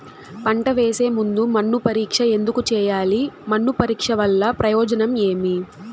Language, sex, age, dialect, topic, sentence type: Telugu, female, 18-24, Southern, agriculture, question